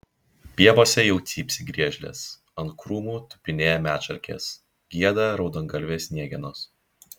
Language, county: Lithuanian, Šiauliai